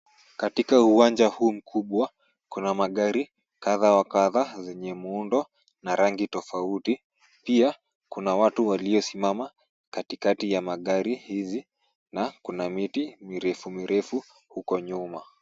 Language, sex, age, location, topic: Swahili, female, 25-35, Kisumu, finance